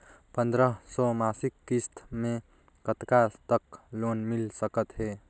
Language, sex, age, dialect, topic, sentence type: Chhattisgarhi, male, 18-24, Northern/Bhandar, banking, question